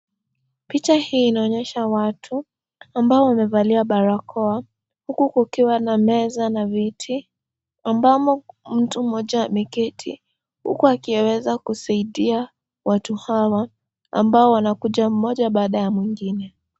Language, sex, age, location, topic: Swahili, female, 18-24, Nakuru, health